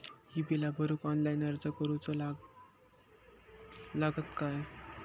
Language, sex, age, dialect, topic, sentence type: Marathi, male, 60-100, Southern Konkan, banking, question